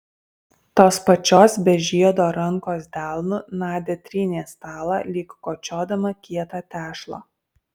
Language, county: Lithuanian, Alytus